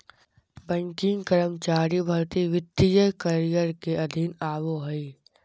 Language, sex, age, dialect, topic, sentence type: Magahi, male, 60-100, Southern, banking, statement